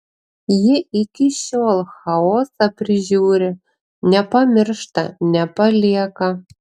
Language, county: Lithuanian, Panevėžys